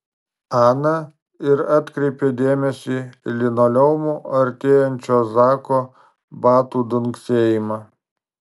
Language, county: Lithuanian, Marijampolė